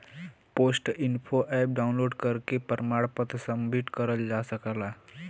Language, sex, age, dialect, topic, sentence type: Bhojpuri, male, 25-30, Western, banking, statement